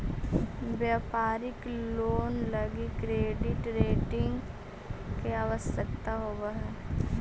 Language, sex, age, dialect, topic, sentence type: Magahi, female, 18-24, Central/Standard, banking, statement